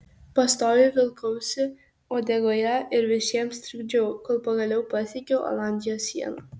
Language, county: Lithuanian, Kaunas